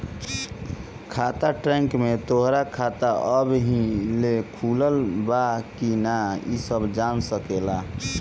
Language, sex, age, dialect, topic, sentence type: Bhojpuri, male, 25-30, Northern, banking, statement